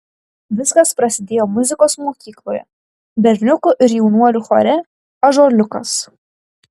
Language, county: Lithuanian, Šiauliai